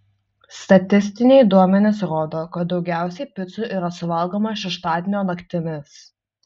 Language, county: Lithuanian, Utena